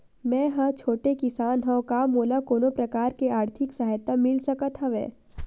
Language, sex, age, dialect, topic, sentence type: Chhattisgarhi, female, 18-24, Western/Budati/Khatahi, agriculture, question